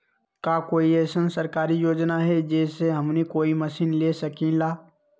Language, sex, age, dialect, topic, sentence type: Magahi, male, 18-24, Western, agriculture, question